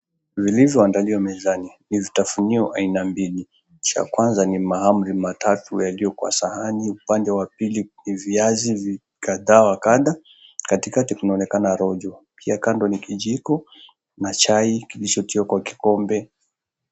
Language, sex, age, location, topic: Swahili, male, 25-35, Mombasa, agriculture